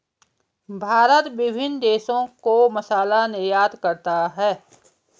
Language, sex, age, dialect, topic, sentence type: Hindi, female, 56-60, Garhwali, banking, statement